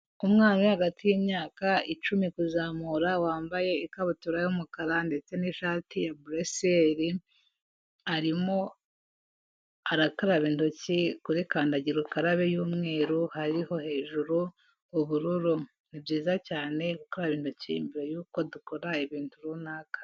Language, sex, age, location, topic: Kinyarwanda, female, 18-24, Kigali, health